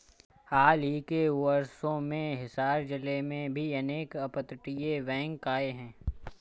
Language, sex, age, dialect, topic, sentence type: Hindi, male, 18-24, Awadhi Bundeli, banking, statement